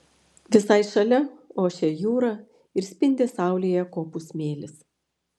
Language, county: Lithuanian, Vilnius